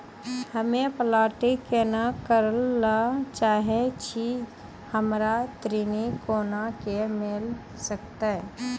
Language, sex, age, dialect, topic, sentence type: Maithili, female, 25-30, Angika, banking, question